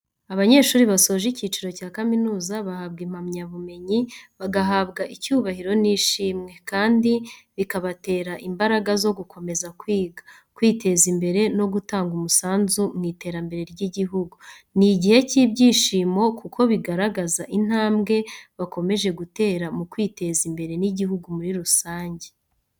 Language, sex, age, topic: Kinyarwanda, female, 25-35, education